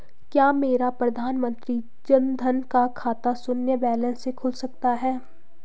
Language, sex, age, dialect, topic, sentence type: Hindi, female, 25-30, Garhwali, banking, question